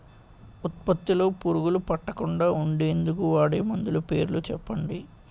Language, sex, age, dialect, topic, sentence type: Telugu, male, 18-24, Utterandhra, agriculture, question